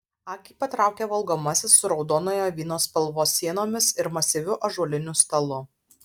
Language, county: Lithuanian, Alytus